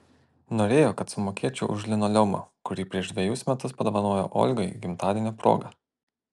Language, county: Lithuanian, Panevėžys